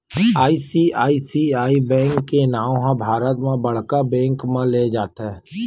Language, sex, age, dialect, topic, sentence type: Chhattisgarhi, male, 31-35, Western/Budati/Khatahi, banking, statement